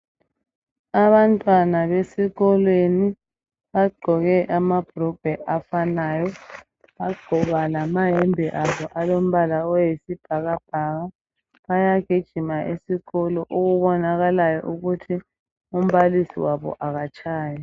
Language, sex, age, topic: North Ndebele, male, 25-35, education